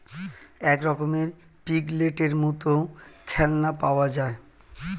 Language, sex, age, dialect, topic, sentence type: Bengali, male, 36-40, Standard Colloquial, banking, statement